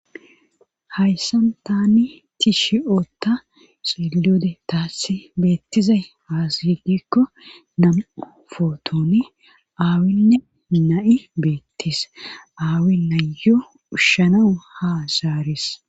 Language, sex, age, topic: Gamo, female, 25-35, government